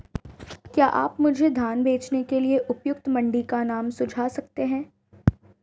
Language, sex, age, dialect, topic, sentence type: Hindi, female, 18-24, Marwari Dhudhari, agriculture, statement